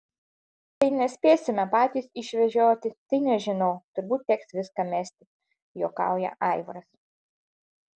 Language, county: Lithuanian, Alytus